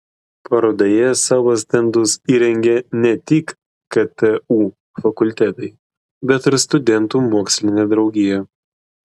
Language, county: Lithuanian, Klaipėda